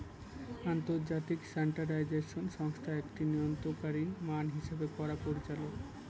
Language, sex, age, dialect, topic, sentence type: Bengali, male, 18-24, Northern/Varendri, banking, statement